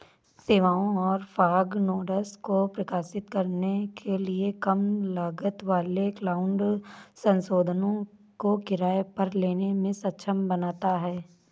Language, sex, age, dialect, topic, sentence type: Hindi, female, 18-24, Awadhi Bundeli, agriculture, statement